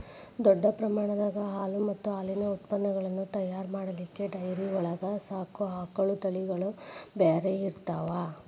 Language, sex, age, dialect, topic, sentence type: Kannada, female, 36-40, Dharwad Kannada, agriculture, statement